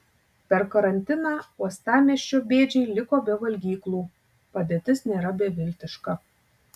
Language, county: Lithuanian, Tauragė